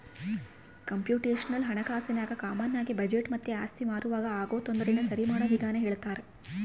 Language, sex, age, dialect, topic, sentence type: Kannada, female, 18-24, Central, banking, statement